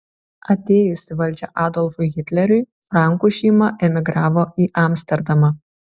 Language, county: Lithuanian, Šiauliai